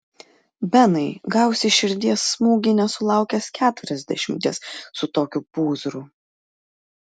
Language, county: Lithuanian, Klaipėda